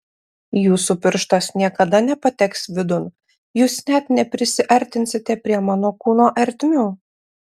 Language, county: Lithuanian, Panevėžys